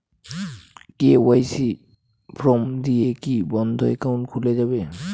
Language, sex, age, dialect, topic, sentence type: Bengali, male, 18-24, Rajbangshi, banking, question